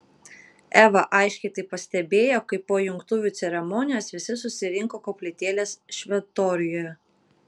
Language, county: Lithuanian, Kaunas